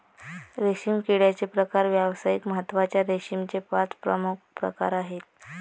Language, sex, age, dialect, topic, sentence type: Marathi, female, 25-30, Varhadi, agriculture, statement